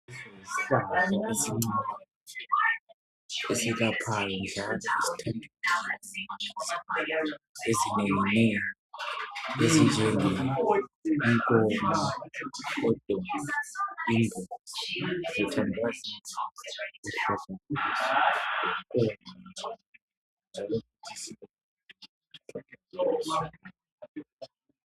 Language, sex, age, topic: North Ndebele, female, 50+, health